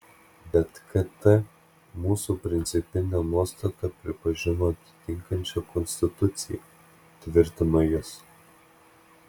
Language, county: Lithuanian, Klaipėda